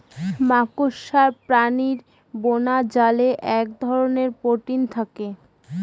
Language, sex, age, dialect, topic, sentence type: Bengali, female, 18-24, Northern/Varendri, agriculture, statement